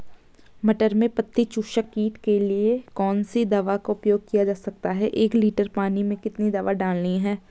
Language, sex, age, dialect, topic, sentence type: Hindi, female, 18-24, Garhwali, agriculture, question